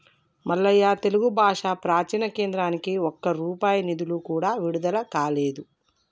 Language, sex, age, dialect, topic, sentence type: Telugu, female, 25-30, Telangana, banking, statement